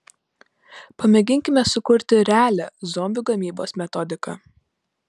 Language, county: Lithuanian, Panevėžys